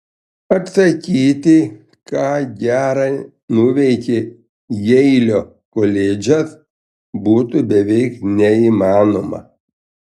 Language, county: Lithuanian, Panevėžys